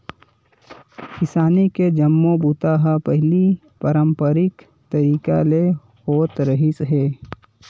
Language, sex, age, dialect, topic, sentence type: Chhattisgarhi, male, 18-24, Western/Budati/Khatahi, agriculture, statement